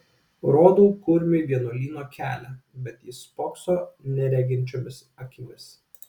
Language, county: Lithuanian, Kaunas